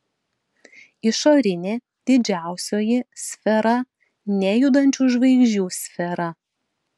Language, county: Lithuanian, Vilnius